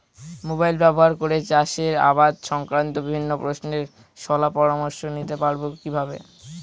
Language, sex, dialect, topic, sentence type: Bengali, male, Northern/Varendri, agriculture, question